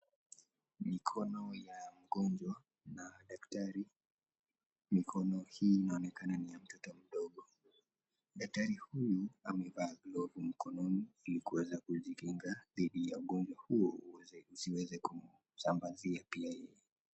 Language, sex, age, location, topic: Swahili, male, 18-24, Kisii, health